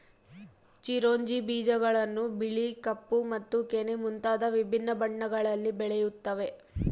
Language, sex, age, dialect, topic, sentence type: Kannada, female, 18-24, Central, agriculture, statement